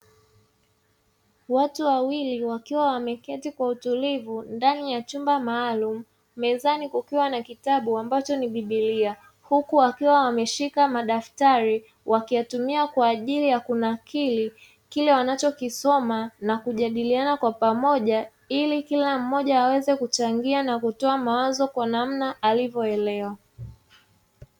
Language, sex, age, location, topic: Swahili, female, 25-35, Dar es Salaam, education